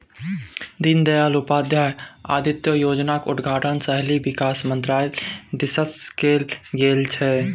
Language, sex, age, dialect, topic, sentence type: Maithili, male, 18-24, Bajjika, banking, statement